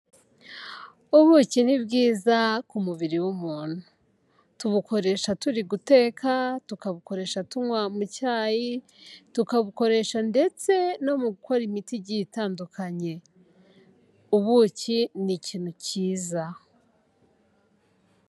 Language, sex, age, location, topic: Kinyarwanda, female, 18-24, Kigali, health